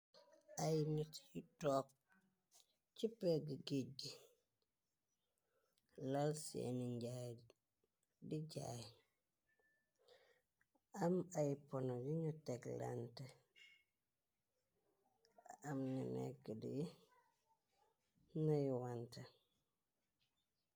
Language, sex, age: Wolof, female, 25-35